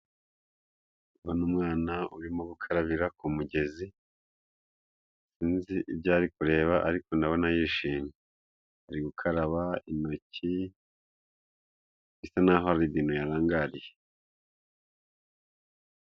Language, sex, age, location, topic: Kinyarwanda, male, 25-35, Kigali, health